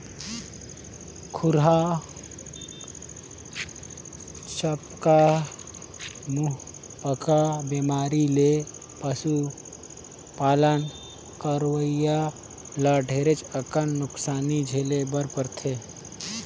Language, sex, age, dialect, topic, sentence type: Chhattisgarhi, male, 18-24, Northern/Bhandar, agriculture, statement